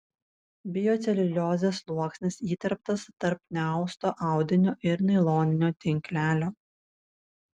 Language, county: Lithuanian, Vilnius